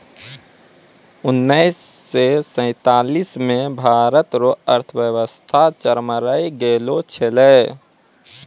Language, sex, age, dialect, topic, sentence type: Maithili, male, 25-30, Angika, banking, statement